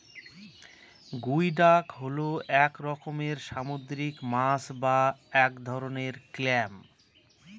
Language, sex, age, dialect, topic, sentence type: Bengali, male, 36-40, Northern/Varendri, agriculture, statement